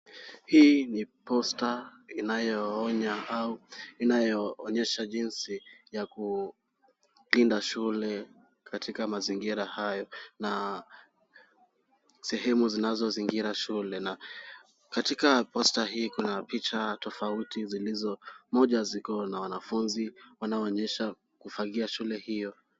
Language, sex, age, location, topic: Swahili, male, 18-24, Kisumu, education